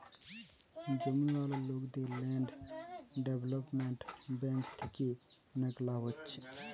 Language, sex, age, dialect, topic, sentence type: Bengali, male, 18-24, Western, banking, statement